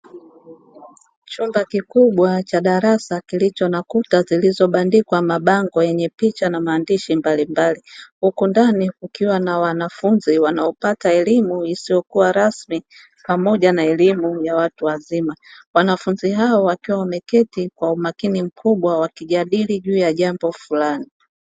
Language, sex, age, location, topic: Swahili, female, 25-35, Dar es Salaam, education